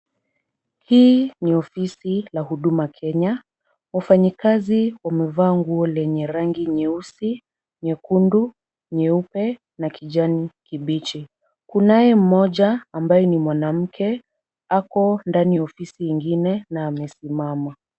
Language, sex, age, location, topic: Swahili, female, 36-49, Kisumu, government